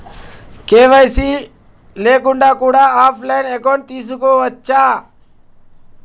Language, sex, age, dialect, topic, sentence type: Telugu, male, 25-30, Telangana, banking, question